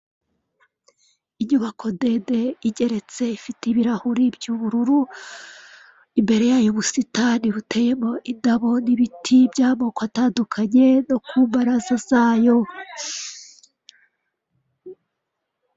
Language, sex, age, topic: Kinyarwanda, female, 36-49, finance